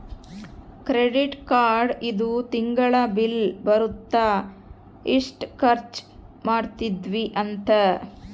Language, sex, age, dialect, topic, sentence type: Kannada, female, 36-40, Central, banking, statement